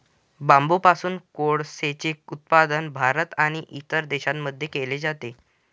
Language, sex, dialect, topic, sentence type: Marathi, male, Varhadi, agriculture, statement